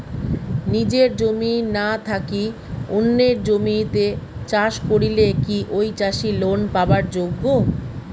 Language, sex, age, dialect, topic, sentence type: Bengali, female, 36-40, Rajbangshi, agriculture, question